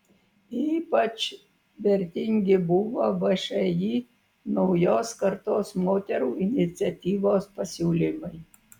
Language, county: Lithuanian, Vilnius